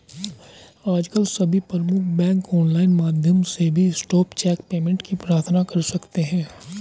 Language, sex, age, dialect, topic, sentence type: Hindi, male, 25-30, Hindustani Malvi Khadi Boli, banking, statement